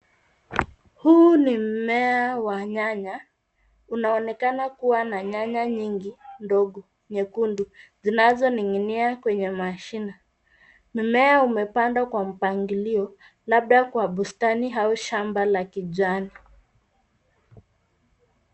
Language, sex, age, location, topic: Swahili, female, 36-49, Nairobi, agriculture